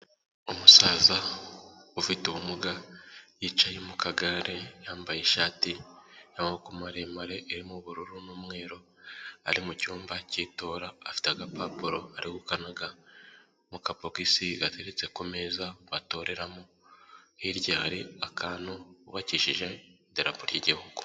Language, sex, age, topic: Kinyarwanda, male, 18-24, government